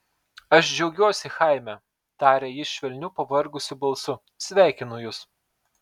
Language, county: Lithuanian, Telšiai